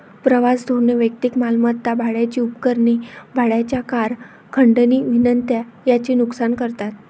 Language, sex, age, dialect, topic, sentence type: Marathi, female, 25-30, Varhadi, banking, statement